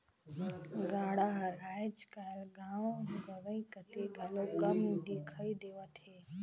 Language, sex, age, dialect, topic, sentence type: Chhattisgarhi, female, 18-24, Northern/Bhandar, agriculture, statement